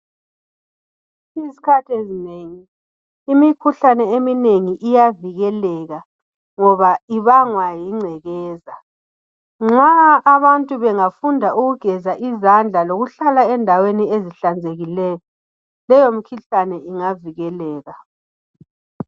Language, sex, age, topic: North Ndebele, male, 18-24, health